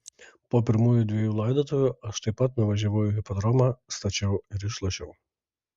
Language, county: Lithuanian, Kaunas